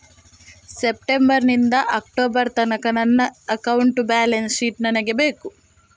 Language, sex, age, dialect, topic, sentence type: Kannada, female, 18-24, Coastal/Dakshin, banking, question